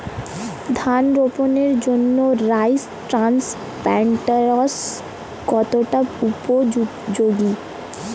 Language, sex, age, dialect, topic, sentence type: Bengali, female, 18-24, Standard Colloquial, agriculture, question